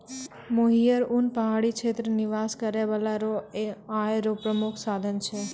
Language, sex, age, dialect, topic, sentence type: Maithili, female, 18-24, Angika, agriculture, statement